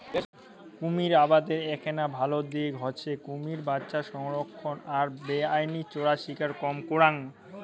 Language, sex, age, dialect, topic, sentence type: Bengali, male, 18-24, Rajbangshi, agriculture, statement